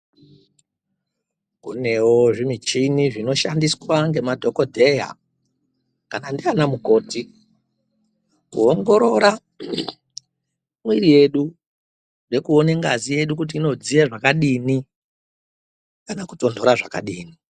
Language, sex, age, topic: Ndau, female, 36-49, health